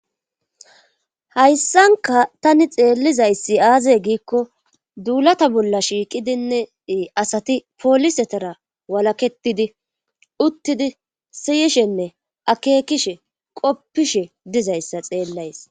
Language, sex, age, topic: Gamo, female, 25-35, government